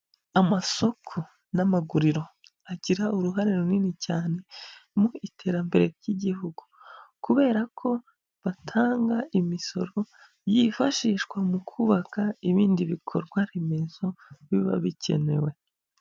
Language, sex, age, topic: Kinyarwanda, male, 25-35, finance